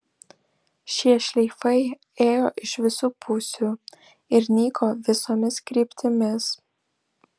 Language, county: Lithuanian, Vilnius